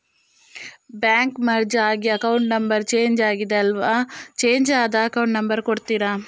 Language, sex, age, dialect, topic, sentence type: Kannada, female, 18-24, Coastal/Dakshin, banking, question